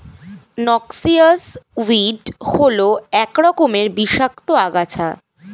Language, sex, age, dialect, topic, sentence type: Bengali, female, <18, Standard Colloquial, agriculture, statement